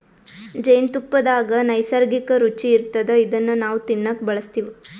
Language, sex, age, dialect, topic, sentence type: Kannada, female, 18-24, Northeastern, agriculture, statement